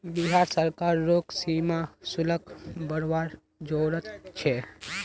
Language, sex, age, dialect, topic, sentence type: Magahi, male, 25-30, Northeastern/Surjapuri, banking, statement